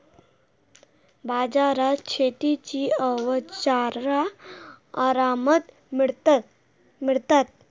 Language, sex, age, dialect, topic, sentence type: Marathi, female, 18-24, Southern Konkan, agriculture, statement